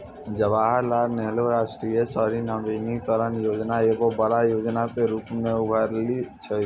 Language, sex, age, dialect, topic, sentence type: Maithili, male, 60-100, Angika, banking, statement